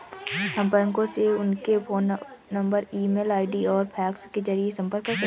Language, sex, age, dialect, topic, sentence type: Hindi, female, 25-30, Marwari Dhudhari, banking, statement